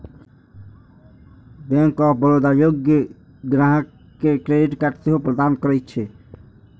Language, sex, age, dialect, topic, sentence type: Maithili, male, 46-50, Eastern / Thethi, banking, statement